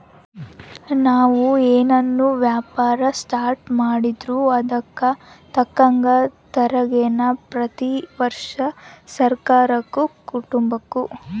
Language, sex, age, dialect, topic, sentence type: Kannada, female, 18-24, Central, banking, statement